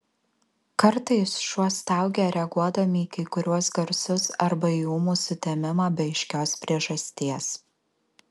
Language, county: Lithuanian, Alytus